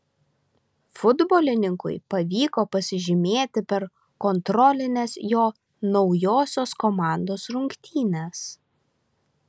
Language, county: Lithuanian, Vilnius